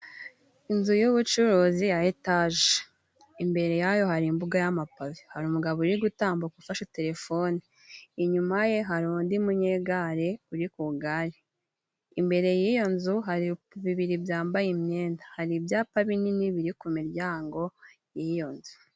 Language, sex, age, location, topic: Kinyarwanda, female, 18-24, Musanze, finance